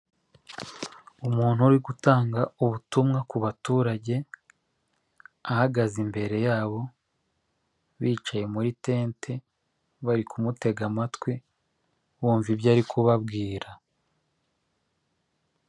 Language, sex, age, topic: Kinyarwanda, male, 36-49, government